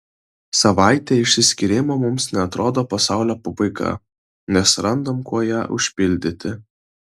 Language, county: Lithuanian, Vilnius